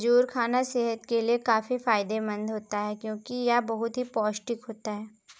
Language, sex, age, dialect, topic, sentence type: Hindi, female, 18-24, Marwari Dhudhari, agriculture, statement